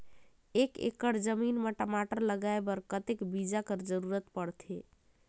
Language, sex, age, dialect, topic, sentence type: Chhattisgarhi, female, 25-30, Northern/Bhandar, agriculture, question